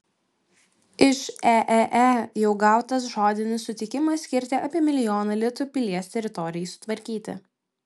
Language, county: Lithuanian, Klaipėda